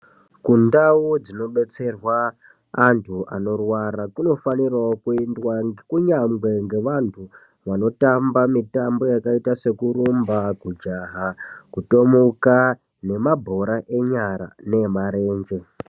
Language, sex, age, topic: Ndau, female, 18-24, health